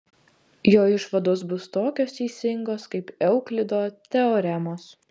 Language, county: Lithuanian, Vilnius